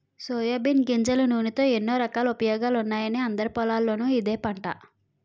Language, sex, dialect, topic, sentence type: Telugu, female, Utterandhra, agriculture, statement